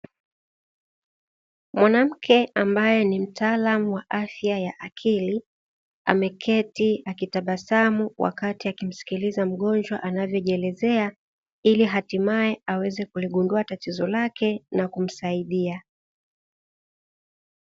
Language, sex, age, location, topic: Swahili, female, 18-24, Dar es Salaam, health